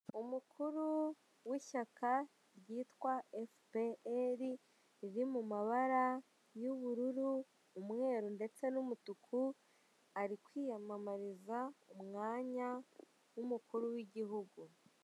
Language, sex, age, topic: Kinyarwanda, female, 18-24, government